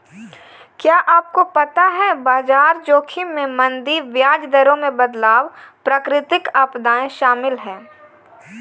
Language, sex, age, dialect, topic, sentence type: Hindi, female, 18-24, Kanauji Braj Bhasha, banking, statement